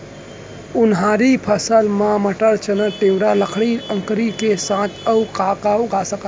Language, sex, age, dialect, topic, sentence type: Chhattisgarhi, male, 25-30, Central, agriculture, question